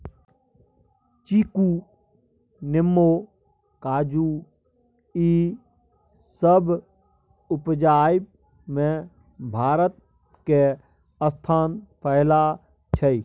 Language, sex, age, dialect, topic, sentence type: Maithili, male, 18-24, Bajjika, agriculture, statement